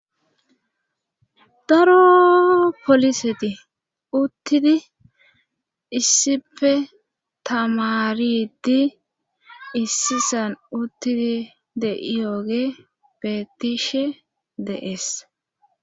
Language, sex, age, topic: Gamo, female, 25-35, government